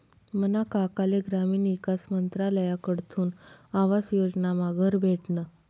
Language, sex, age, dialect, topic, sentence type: Marathi, female, 36-40, Northern Konkan, agriculture, statement